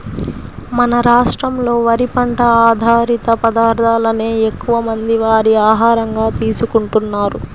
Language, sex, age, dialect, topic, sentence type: Telugu, female, 31-35, Central/Coastal, agriculture, statement